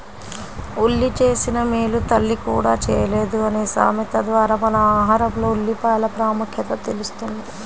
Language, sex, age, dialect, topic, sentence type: Telugu, female, 25-30, Central/Coastal, agriculture, statement